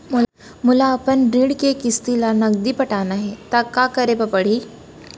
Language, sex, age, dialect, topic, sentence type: Chhattisgarhi, female, 18-24, Central, banking, question